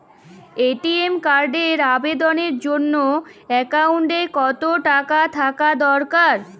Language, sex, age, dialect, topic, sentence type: Bengali, female, 18-24, Jharkhandi, banking, question